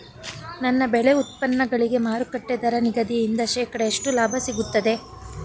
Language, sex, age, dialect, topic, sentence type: Kannada, female, 25-30, Mysore Kannada, agriculture, question